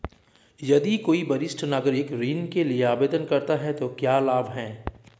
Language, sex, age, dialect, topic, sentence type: Hindi, male, 31-35, Marwari Dhudhari, banking, question